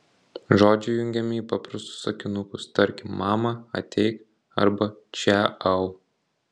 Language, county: Lithuanian, Kaunas